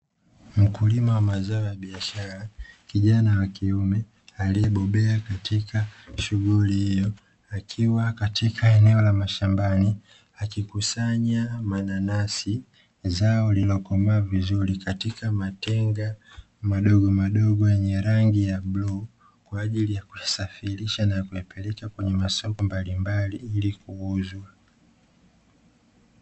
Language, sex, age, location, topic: Swahili, male, 25-35, Dar es Salaam, agriculture